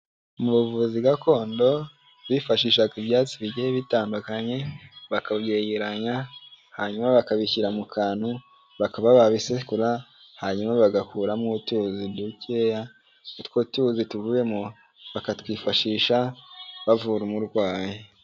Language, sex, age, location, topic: Kinyarwanda, male, 18-24, Kigali, health